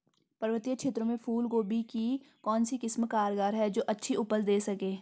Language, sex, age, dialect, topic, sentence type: Hindi, female, 18-24, Garhwali, agriculture, question